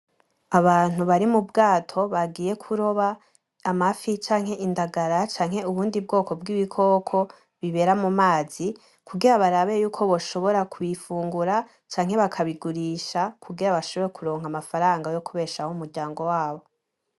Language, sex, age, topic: Rundi, female, 18-24, agriculture